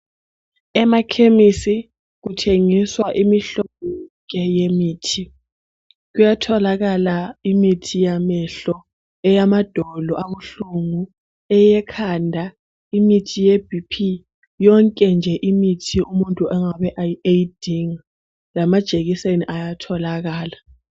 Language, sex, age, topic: North Ndebele, female, 18-24, health